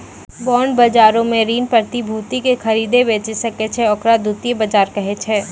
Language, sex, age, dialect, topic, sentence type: Maithili, female, 18-24, Angika, banking, statement